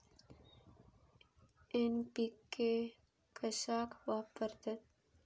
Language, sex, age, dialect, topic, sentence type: Marathi, female, 25-30, Southern Konkan, agriculture, question